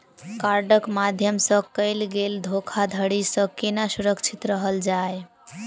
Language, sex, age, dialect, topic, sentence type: Maithili, female, 18-24, Southern/Standard, banking, question